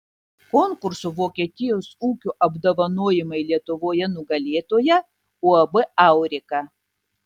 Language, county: Lithuanian, Tauragė